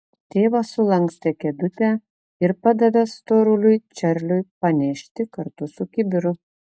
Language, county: Lithuanian, Telšiai